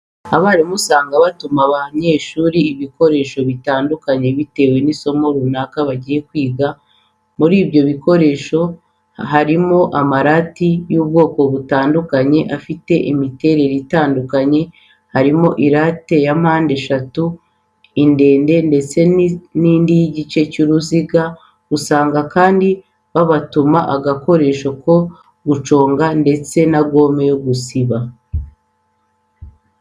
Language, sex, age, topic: Kinyarwanda, female, 36-49, education